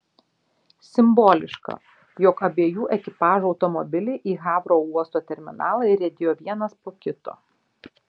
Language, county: Lithuanian, Šiauliai